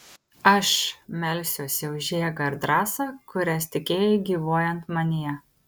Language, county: Lithuanian, Kaunas